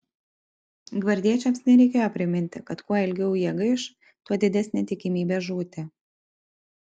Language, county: Lithuanian, Kaunas